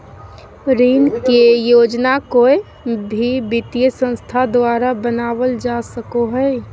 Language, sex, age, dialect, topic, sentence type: Magahi, female, 25-30, Southern, banking, statement